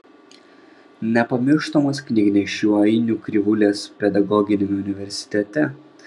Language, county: Lithuanian, Vilnius